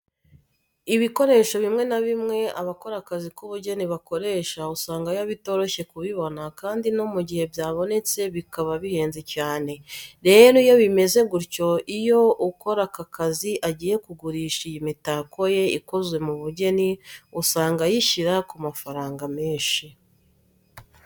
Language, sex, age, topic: Kinyarwanda, female, 36-49, education